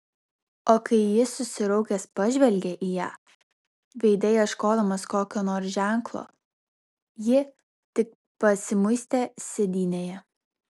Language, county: Lithuanian, Vilnius